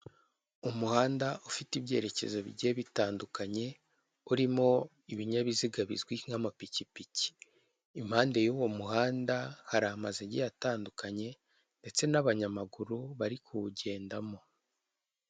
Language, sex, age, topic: Kinyarwanda, male, 18-24, government